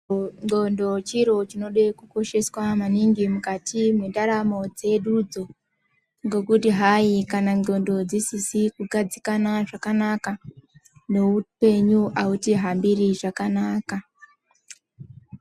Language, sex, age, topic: Ndau, female, 18-24, health